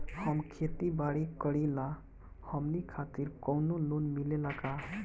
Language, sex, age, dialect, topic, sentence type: Bhojpuri, male, 18-24, Northern, banking, question